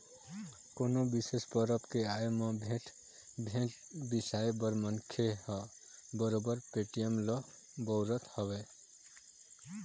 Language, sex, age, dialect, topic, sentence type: Chhattisgarhi, male, 25-30, Eastern, banking, statement